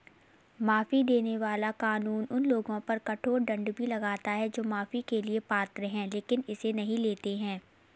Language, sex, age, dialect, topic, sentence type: Hindi, female, 60-100, Kanauji Braj Bhasha, banking, statement